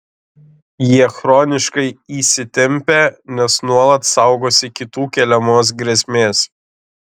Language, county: Lithuanian, Šiauliai